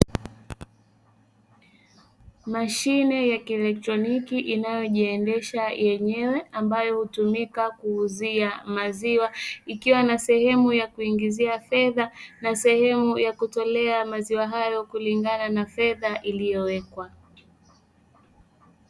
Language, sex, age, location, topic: Swahili, female, 25-35, Dar es Salaam, finance